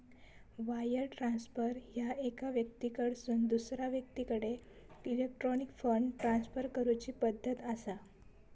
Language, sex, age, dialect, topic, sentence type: Marathi, female, 18-24, Southern Konkan, banking, statement